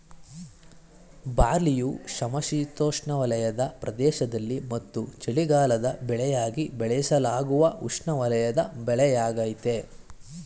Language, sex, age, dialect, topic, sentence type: Kannada, male, 18-24, Mysore Kannada, agriculture, statement